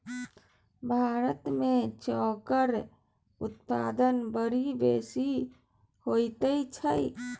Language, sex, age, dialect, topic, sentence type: Maithili, male, 31-35, Bajjika, agriculture, statement